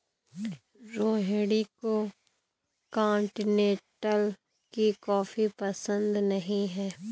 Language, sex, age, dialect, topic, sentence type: Hindi, female, 18-24, Awadhi Bundeli, agriculture, statement